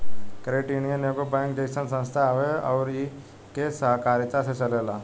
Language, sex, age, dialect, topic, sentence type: Bhojpuri, male, 18-24, Southern / Standard, banking, statement